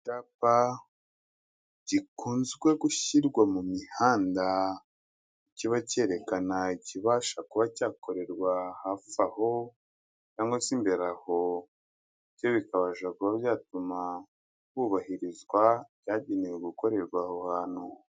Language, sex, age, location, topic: Kinyarwanda, male, 25-35, Kigali, government